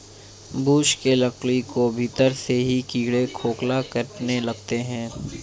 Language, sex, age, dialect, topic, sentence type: Hindi, male, 31-35, Marwari Dhudhari, agriculture, statement